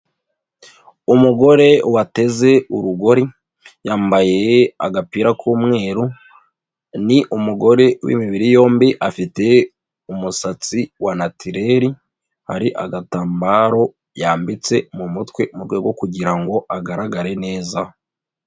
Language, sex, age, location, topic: Kinyarwanda, female, 25-35, Nyagatare, government